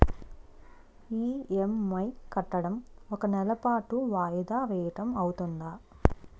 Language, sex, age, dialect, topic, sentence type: Telugu, female, 25-30, Utterandhra, banking, question